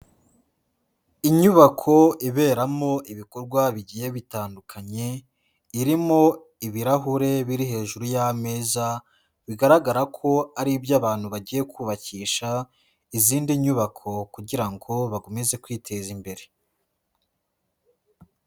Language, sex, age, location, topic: Kinyarwanda, female, 18-24, Huye, education